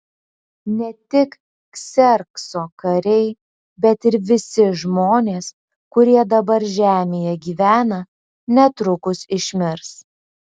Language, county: Lithuanian, Alytus